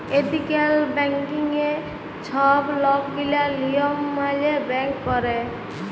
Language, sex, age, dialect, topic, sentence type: Bengali, female, 18-24, Jharkhandi, banking, statement